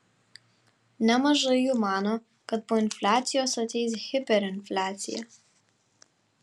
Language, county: Lithuanian, Vilnius